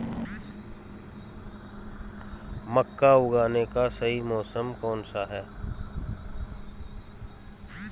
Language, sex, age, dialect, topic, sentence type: Hindi, male, 41-45, Marwari Dhudhari, agriculture, question